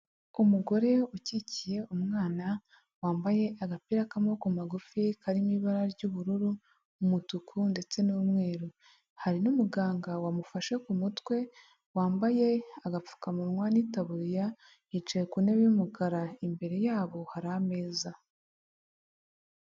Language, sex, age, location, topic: Kinyarwanda, male, 50+, Huye, health